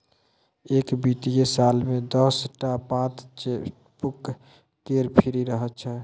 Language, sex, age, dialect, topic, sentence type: Maithili, male, 36-40, Bajjika, banking, statement